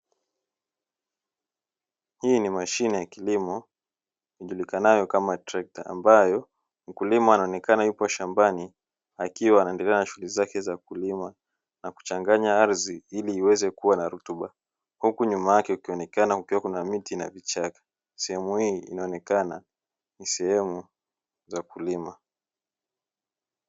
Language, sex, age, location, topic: Swahili, male, 25-35, Dar es Salaam, agriculture